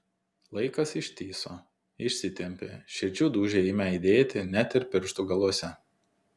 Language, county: Lithuanian, Telšiai